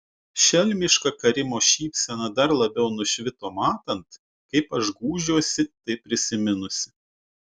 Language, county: Lithuanian, Utena